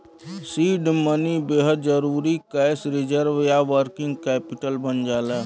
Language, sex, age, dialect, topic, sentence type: Bhojpuri, male, 36-40, Western, banking, statement